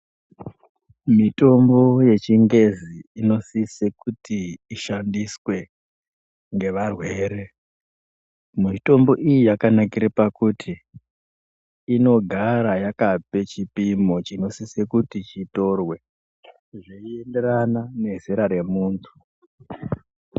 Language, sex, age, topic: Ndau, female, 36-49, health